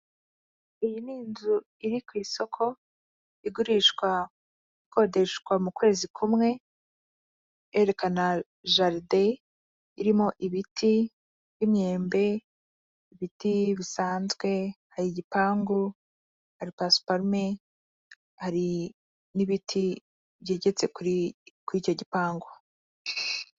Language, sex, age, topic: Kinyarwanda, female, 25-35, finance